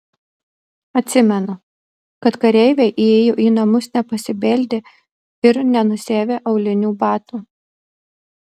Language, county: Lithuanian, Marijampolė